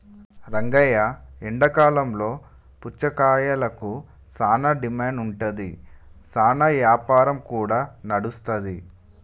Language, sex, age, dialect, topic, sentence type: Telugu, male, 25-30, Telangana, agriculture, statement